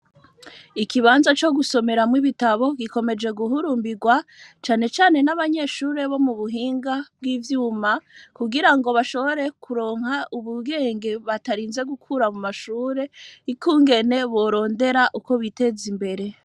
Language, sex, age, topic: Rundi, female, 25-35, education